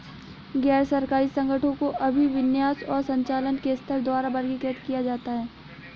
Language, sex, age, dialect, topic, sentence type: Hindi, female, 56-60, Awadhi Bundeli, banking, statement